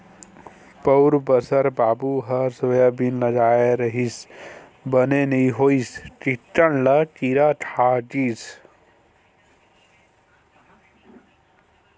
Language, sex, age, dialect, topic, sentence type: Chhattisgarhi, male, 18-24, Western/Budati/Khatahi, agriculture, statement